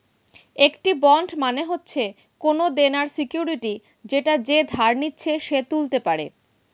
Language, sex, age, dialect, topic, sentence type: Bengali, female, 31-35, Standard Colloquial, banking, statement